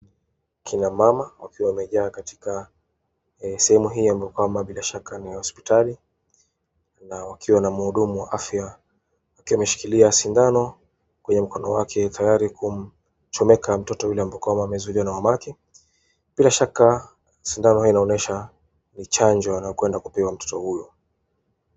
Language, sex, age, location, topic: Swahili, male, 25-35, Wajir, health